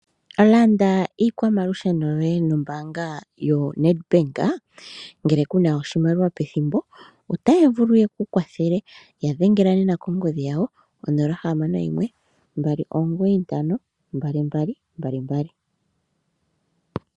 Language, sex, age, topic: Oshiwambo, male, 25-35, finance